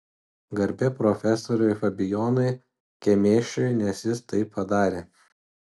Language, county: Lithuanian, Utena